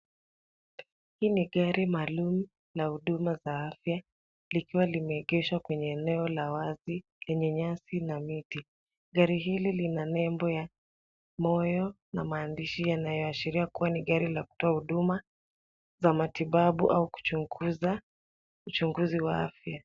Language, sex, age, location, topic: Swahili, female, 18-24, Nairobi, health